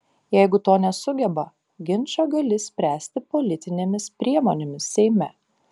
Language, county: Lithuanian, Panevėžys